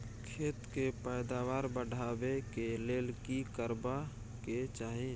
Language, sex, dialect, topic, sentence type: Maithili, male, Bajjika, agriculture, question